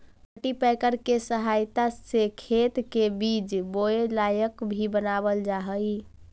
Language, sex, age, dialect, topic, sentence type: Magahi, female, 18-24, Central/Standard, banking, statement